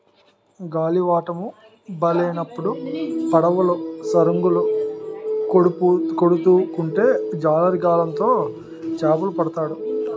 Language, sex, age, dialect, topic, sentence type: Telugu, male, 31-35, Utterandhra, agriculture, statement